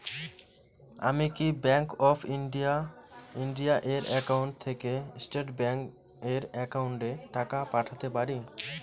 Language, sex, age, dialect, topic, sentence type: Bengali, male, 25-30, Rajbangshi, banking, question